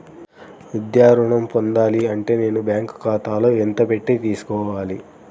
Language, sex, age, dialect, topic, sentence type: Telugu, male, 25-30, Central/Coastal, banking, question